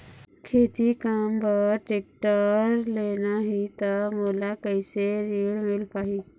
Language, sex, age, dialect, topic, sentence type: Chhattisgarhi, female, 51-55, Eastern, banking, question